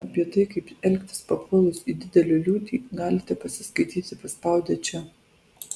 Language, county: Lithuanian, Alytus